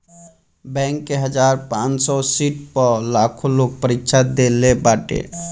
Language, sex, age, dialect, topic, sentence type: Bhojpuri, male, 18-24, Northern, banking, statement